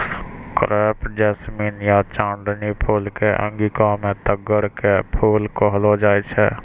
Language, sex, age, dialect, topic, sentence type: Maithili, male, 60-100, Angika, agriculture, statement